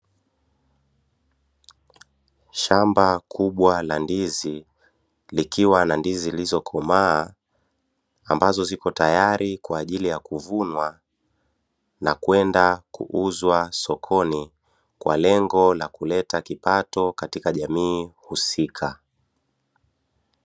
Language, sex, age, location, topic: Swahili, male, 25-35, Dar es Salaam, agriculture